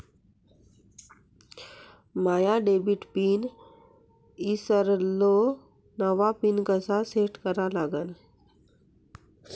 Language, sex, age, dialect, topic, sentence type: Marathi, female, 41-45, Varhadi, banking, question